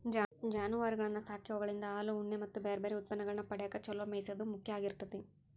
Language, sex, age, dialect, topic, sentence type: Kannada, female, 31-35, Dharwad Kannada, agriculture, statement